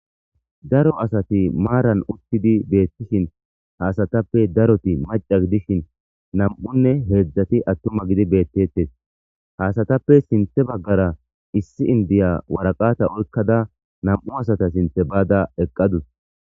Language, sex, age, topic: Gamo, male, 18-24, government